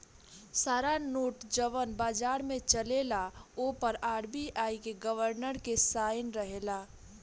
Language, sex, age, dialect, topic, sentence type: Bhojpuri, female, 18-24, Southern / Standard, banking, statement